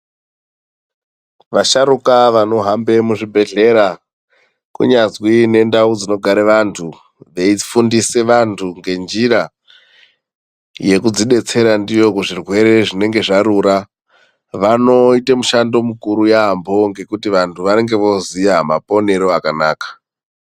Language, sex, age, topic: Ndau, female, 18-24, health